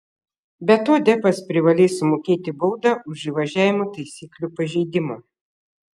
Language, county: Lithuanian, Šiauliai